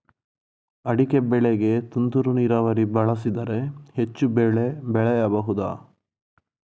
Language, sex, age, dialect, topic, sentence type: Kannada, male, 25-30, Coastal/Dakshin, agriculture, question